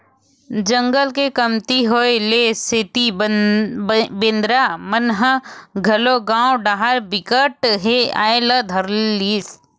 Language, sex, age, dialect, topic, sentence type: Chhattisgarhi, female, 36-40, Western/Budati/Khatahi, agriculture, statement